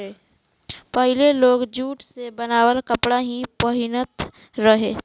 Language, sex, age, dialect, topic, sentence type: Bhojpuri, female, 18-24, Southern / Standard, agriculture, statement